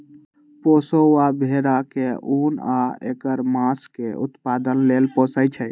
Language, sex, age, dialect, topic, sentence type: Magahi, male, 18-24, Western, agriculture, statement